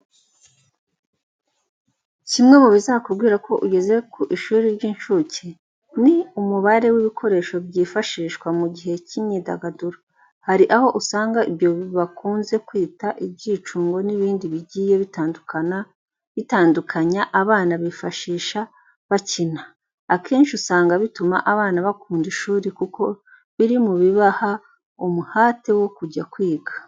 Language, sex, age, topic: Kinyarwanda, female, 25-35, education